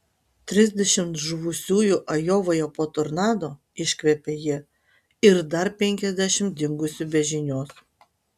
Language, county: Lithuanian, Utena